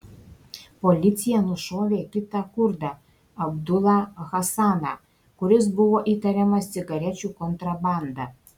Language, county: Lithuanian, Šiauliai